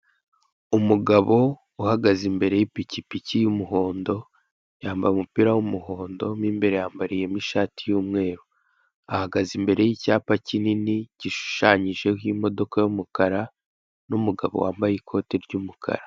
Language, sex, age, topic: Kinyarwanda, male, 18-24, finance